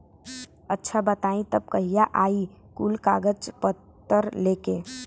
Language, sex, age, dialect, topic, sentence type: Bhojpuri, female, 18-24, Western, banking, question